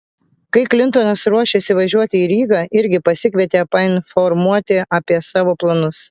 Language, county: Lithuanian, Vilnius